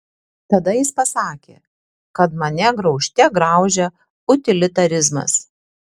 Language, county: Lithuanian, Tauragė